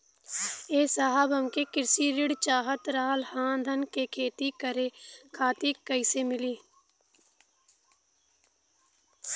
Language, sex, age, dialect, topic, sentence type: Bhojpuri, female, 18-24, Western, banking, question